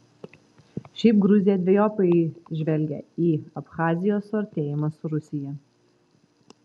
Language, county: Lithuanian, Vilnius